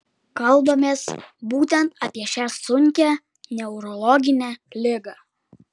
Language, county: Lithuanian, Klaipėda